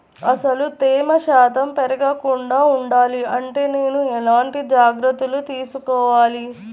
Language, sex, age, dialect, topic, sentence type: Telugu, female, 41-45, Central/Coastal, agriculture, question